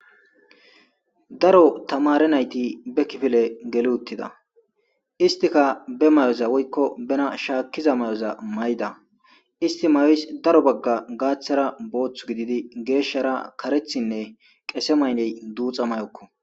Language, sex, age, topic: Gamo, male, 25-35, government